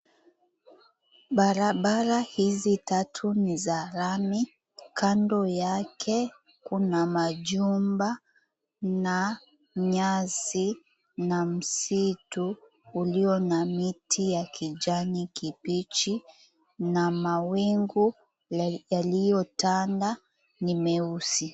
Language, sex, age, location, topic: Swahili, female, 18-24, Mombasa, government